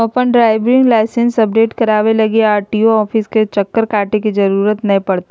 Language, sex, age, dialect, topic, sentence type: Magahi, female, 31-35, Southern, banking, statement